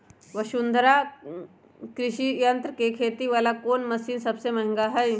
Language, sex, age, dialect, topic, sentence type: Magahi, male, 18-24, Western, agriculture, statement